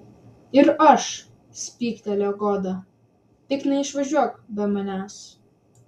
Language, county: Lithuanian, Vilnius